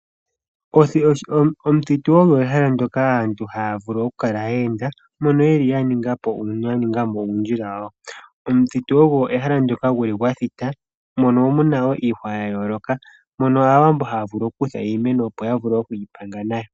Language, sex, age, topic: Oshiwambo, female, 25-35, agriculture